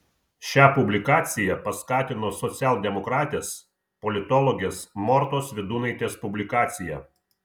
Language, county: Lithuanian, Vilnius